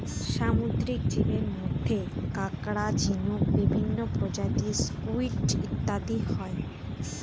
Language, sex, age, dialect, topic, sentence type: Bengali, female, 25-30, Northern/Varendri, agriculture, statement